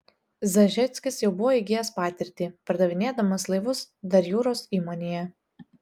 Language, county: Lithuanian, Telšiai